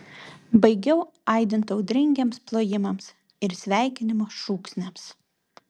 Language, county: Lithuanian, Vilnius